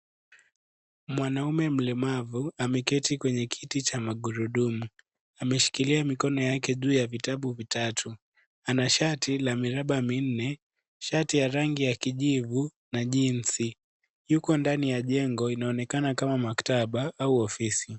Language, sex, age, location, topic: Swahili, male, 18-24, Kisii, education